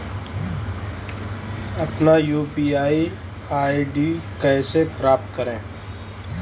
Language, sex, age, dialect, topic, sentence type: Hindi, male, 25-30, Marwari Dhudhari, banking, question